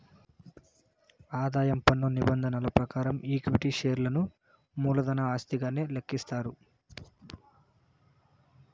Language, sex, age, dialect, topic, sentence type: Telugu, male, 18-24, Southern, banking, statement